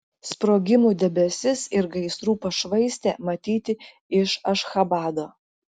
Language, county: Lithuanian, Klaipėda